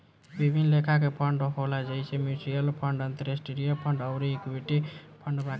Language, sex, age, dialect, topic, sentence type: Bhojpuri, male, <18, Southern / Standard, banking, statement